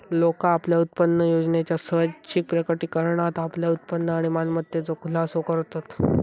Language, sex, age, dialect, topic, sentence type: Marathi, male, 18-24, Southern Konkan, banking, statement